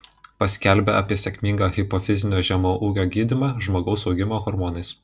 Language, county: Lithuanian, Kaunas